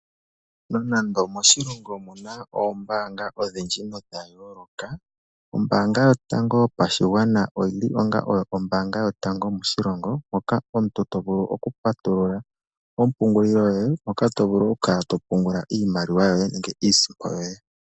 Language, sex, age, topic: Oshiwambo, male, 18-24, finance